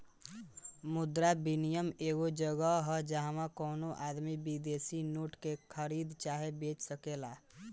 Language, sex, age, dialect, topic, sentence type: Bhojpuri, male, 18-24, Southern / Standard, banking, statement